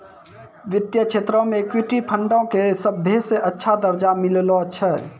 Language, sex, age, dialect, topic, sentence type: Maithili, male, 56-60, Angika, banking, statement